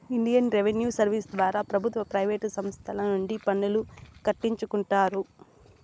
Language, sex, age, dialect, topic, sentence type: Telugu, female, 60-100, Southern, banking, statement